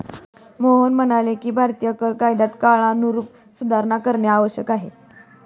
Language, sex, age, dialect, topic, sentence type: Marathi, female, 18-24, Standard Marathi, banking, statement